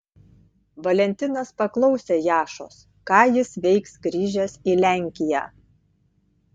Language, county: Lithuanian, Tauragė